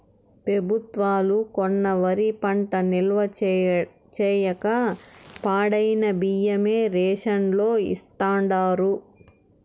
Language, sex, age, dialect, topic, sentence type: Telugu, male, 18-24, Southern, agriculture, statement